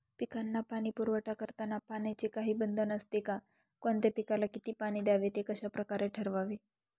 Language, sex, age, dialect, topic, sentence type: Marathi, female, 25-30, Northern Konkan, agriculture, question